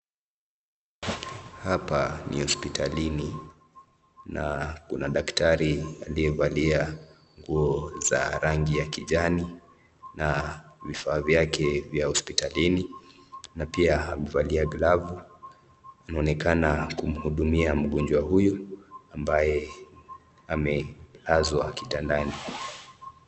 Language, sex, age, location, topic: Swahili, male, 18-24, Nakuru, health